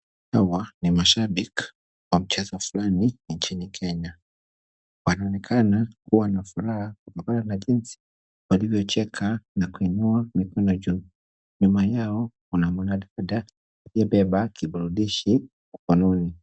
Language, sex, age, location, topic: Swahili, male, 25-35, Kisumu, government